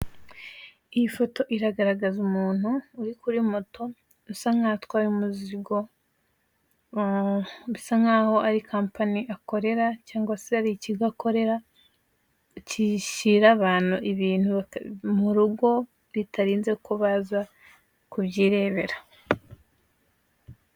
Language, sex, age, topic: Kinyarwanda, female, 18-24, finance